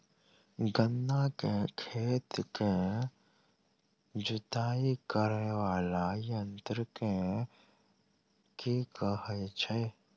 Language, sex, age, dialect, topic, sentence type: Maithili, male, 18-24, Southern/Standard, agriculture, question